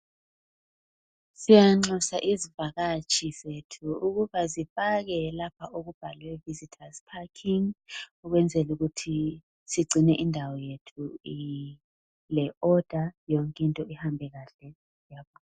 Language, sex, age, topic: North Ndebele, female, 25-35, education